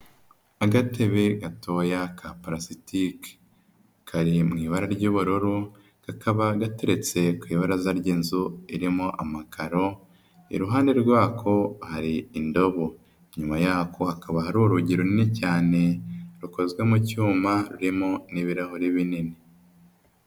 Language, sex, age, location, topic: Kinyarwanda, male, 25-35, Nyagatare, education